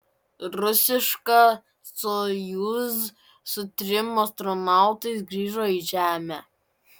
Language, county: Lithuanian, Klaipėda